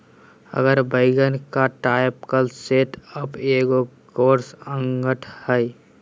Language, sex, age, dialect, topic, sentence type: Magahi, male, 18-24, Southern, agriculture, statement